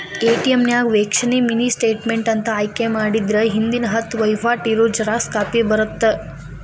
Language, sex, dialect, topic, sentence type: Kannada, female, Dharwad Kannada, banking, statement